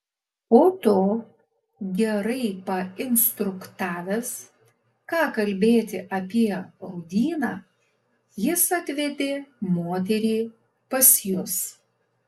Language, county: Lithuanian, Alytus